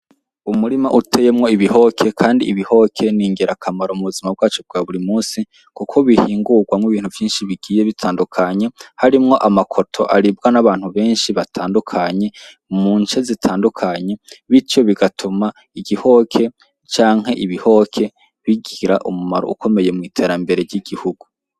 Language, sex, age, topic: Rundi, male, 18-24, agriculture